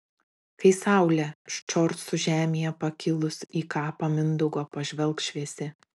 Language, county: Lithuanian, Klaipėda